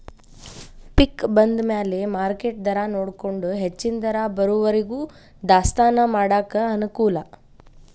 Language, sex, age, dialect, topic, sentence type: Kannada, female, 25-30, Dharwad Kannada, agriculture, statement